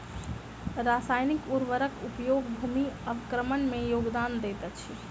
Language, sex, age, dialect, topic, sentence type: Maithili, female, 25-30, Southern/Standard, agriculture, statement